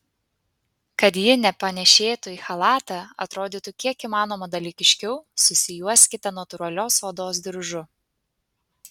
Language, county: Lithuanian, Panevėžys